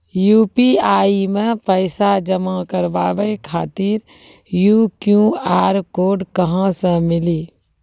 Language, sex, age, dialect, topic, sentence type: Maithili, female, 41-45, Angika, banking, question